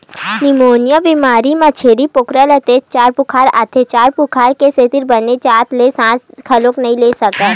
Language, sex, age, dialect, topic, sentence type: Chhattisgarhi, female, 25-30, Western/Budati/Khatahi, agriculture, statement